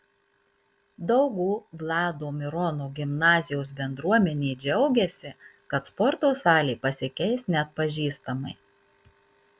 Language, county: Lithuanian, Marijampolė